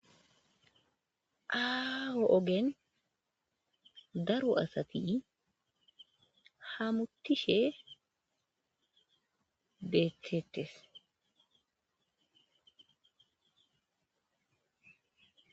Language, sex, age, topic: Gamo, female, 25-35, agriculture